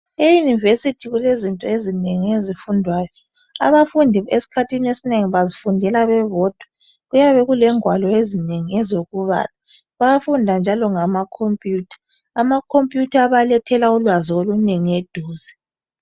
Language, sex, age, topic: North Ndebele, female, 25-35, education